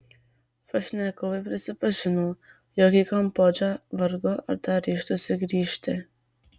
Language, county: Lithuanian, Marijampolė